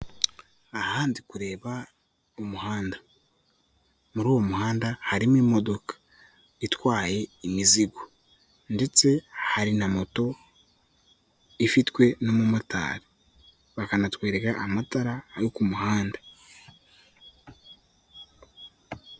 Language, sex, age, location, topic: Kinyarwanda, male, 25-35, Kigali, government